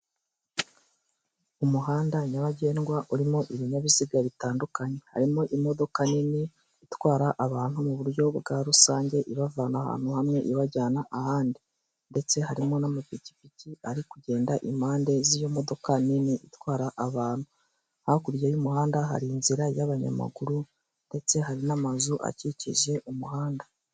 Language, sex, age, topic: Kinyarwanda, male, 18-24, government